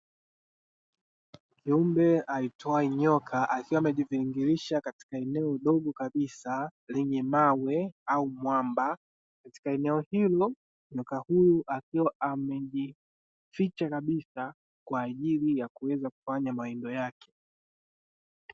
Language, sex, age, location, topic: Swahili, male, 18-24, Dar es Salaam, agriculture